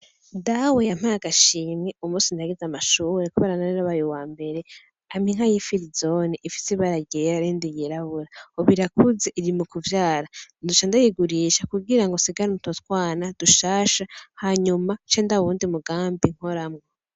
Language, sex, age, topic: Rundi, female, 18-24, agriculture